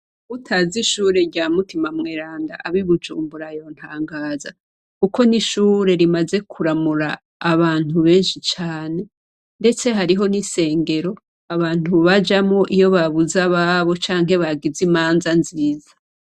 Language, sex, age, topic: Rundi, female, 25-35, education